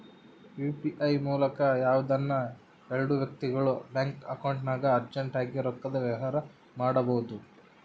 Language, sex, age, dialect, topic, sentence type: Kannada, male, 25-30, Central, banking, statement